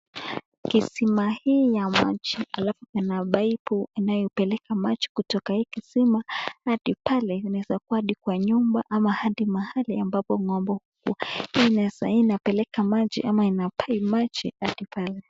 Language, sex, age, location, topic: Swahili, female, 18-24, Nakuru, government